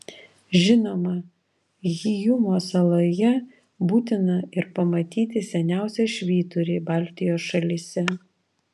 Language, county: Lithuanian, Vilnius